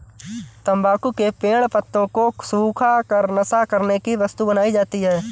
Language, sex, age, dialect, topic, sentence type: Hindi, male, 18-24, Awadhi Bundeli, agriculture, statement